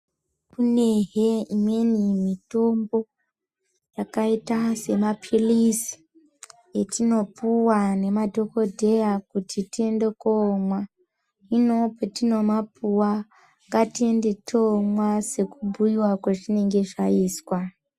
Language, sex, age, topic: Ndau, female, 25-35, health